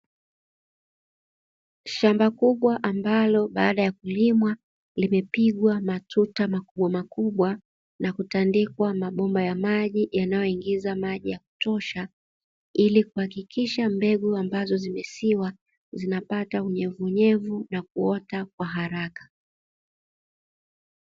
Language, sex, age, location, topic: Swahili, female, 36-49, Dar es Salaam, agriculture